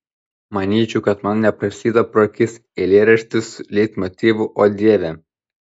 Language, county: Lithuanian, Panevėžys